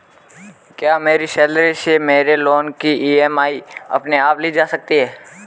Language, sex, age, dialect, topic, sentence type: Hindi, male, 18-24, Marwari Dhudhari, banking, question